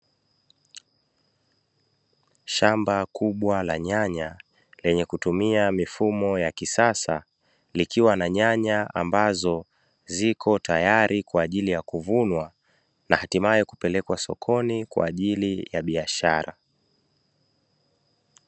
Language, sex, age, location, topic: Swahili, male, 25-35, Dar es Salaam, agriculture